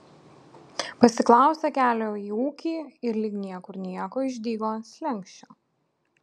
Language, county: Lithuanian, Vilnius